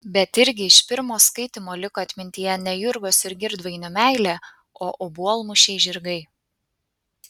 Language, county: Lithuanian, Panevėžys